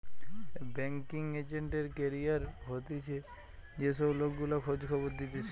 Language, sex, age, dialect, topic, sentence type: Bengali, male, 25-30, Western, banking, statement